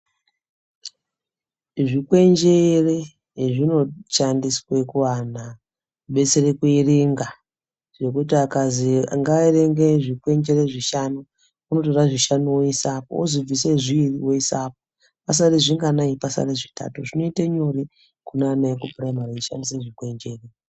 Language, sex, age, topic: Ndau, female, 36-49, education